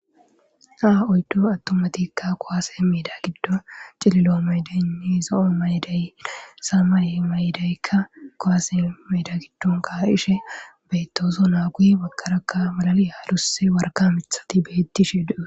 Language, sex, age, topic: Gamo, female, 25-35, government